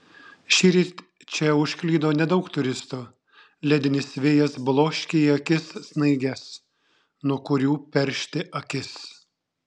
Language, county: Lithuanian, Šiauliai